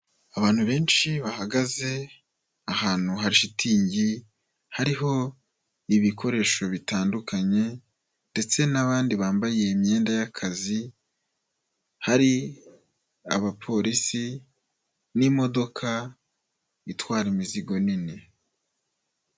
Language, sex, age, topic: Kinyarwanda, male, 18-24, government